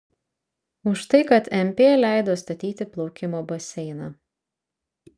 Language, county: Lithuanian, Vilnius